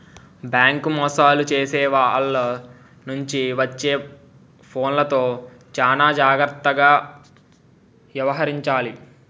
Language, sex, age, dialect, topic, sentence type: Telugu, male, 18-24, Utterandhra, banking, statement